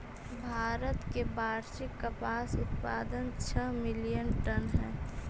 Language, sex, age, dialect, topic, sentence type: Magahi, female, 18-24, Central/Standard, agriculture, statement